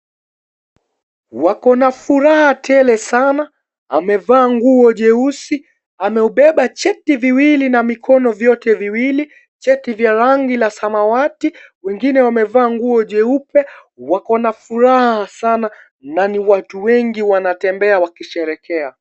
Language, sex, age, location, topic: Swahili, male, 18-24, Kisii, government